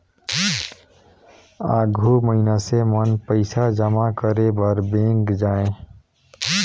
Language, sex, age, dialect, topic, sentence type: Chhattisgarhi, male, 31-35, Northern/Bhandar, banking, statement